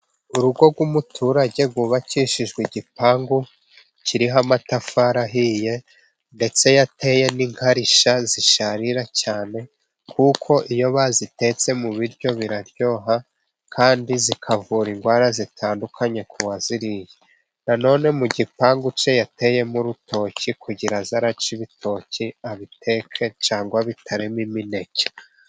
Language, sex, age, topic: Kinyarwanda, male, 25-35, agriculture